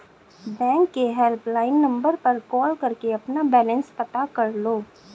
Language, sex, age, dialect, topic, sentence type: Hindi, female, 36-40, Hindustani Malvi Khadi Boli, banking, statement